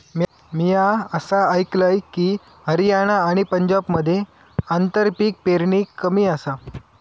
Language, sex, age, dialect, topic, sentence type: Marathi, male, 25-30, Southern Konkan, agriculture, statement